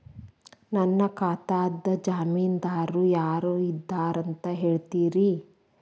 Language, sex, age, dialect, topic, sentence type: Kannada, female, 41-45, Dharwad Kannada, banking, question